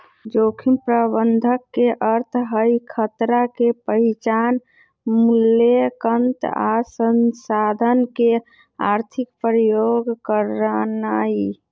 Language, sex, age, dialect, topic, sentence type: Magahi, male, 25-30, Western, agriculture, statement